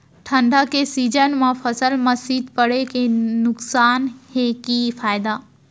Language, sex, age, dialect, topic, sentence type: Chhattisgarhi, female, 31-35, Central, agriculture, question